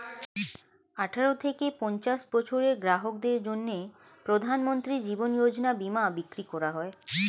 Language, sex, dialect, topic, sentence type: Bengali, female, Standard Colloquial, banking, statement